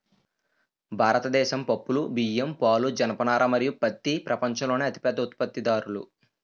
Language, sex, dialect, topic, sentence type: Telugu, male, Utterandhra, agriculture, statement